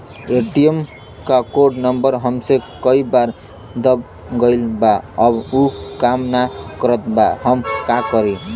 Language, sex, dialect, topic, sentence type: Bhojpuri, male, Western, banking, question